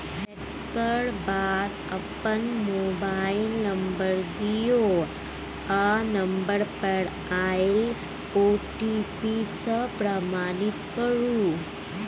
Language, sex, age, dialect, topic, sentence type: Maithili, female, 36-40, Bajjika, banking, statement